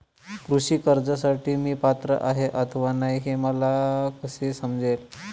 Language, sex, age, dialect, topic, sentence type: Marathi, male, 25-30, Northern Konkan, banking, question